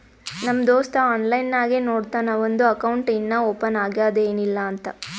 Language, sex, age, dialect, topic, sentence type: Kannada, female, 18-24, Northeastern, banking, statement